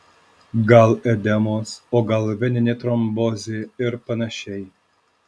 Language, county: Lithuanian, Alytus